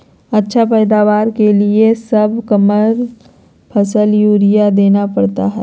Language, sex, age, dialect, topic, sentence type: Magahi, female, 46-50, Southern, agriculture, question